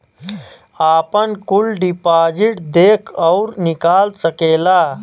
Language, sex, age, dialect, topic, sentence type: Bhojpuri, male, 31-35, Western, banking, statement